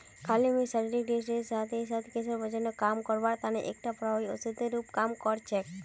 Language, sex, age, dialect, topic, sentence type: Magahi, female, 18-24, Northeastern/Surjapuri, agriculture, statement